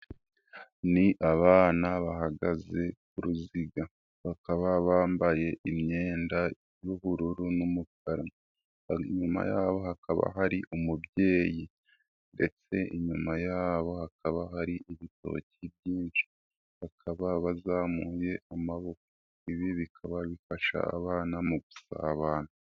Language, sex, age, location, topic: Kinyarwanda, male, 18-24, Nyagatare, health